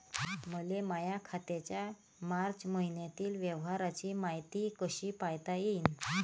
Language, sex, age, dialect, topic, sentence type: Marathi, female, 36-40, Varhadi, banking, question